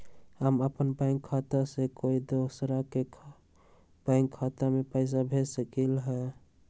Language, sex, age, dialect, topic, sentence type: Magahi, male, 18-24, Western, banking, question